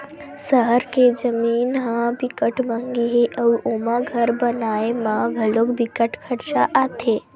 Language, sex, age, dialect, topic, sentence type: Chhattisgarhi, female, 25-30, Western/Budati/Khatahi, banking, statement